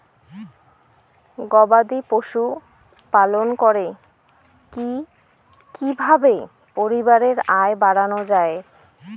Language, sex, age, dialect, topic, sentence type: Bengali, female, 18-24, Rajbangshi, agriculture, question